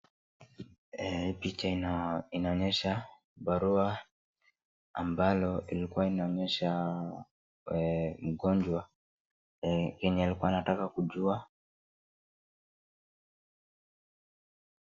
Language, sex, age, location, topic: Swahili, male, 36-49, Wajir, health